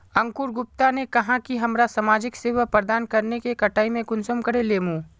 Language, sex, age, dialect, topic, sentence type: Magahi, male, 41-45, Northeastern/Surjapuri, agriculture, question